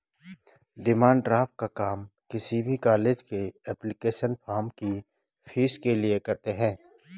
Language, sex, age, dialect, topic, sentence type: Hindi, male, 36-40, Garhwali, banking, statement